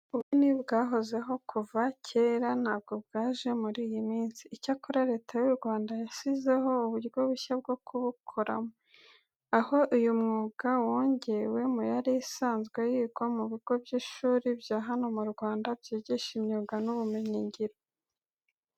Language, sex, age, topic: Kinyarwanda, female, 18-24, education